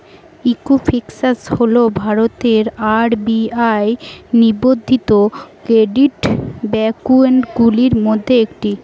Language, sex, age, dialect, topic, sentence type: Bengali, female, 18-24, Rajbangshi, banking, question